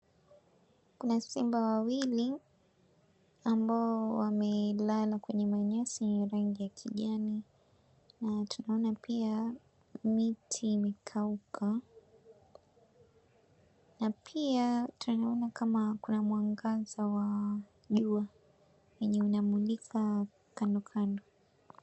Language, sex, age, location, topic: Swahili, female, 18-24, Mombasa, agriculture